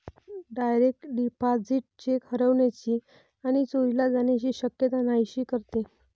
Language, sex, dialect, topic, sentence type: Marathi, female, Varhadi, banking, statement